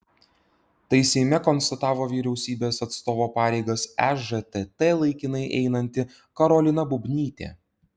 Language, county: Lithuanian, Utena